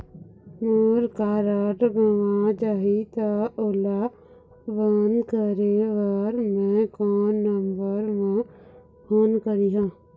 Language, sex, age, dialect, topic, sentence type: Chhattisgarhi, female, 51-55, Eastern, banking, question